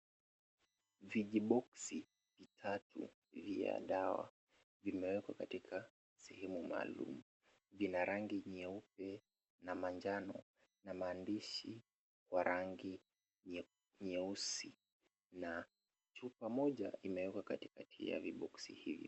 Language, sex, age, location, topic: Swahili, male, 25-35, Kisumu, health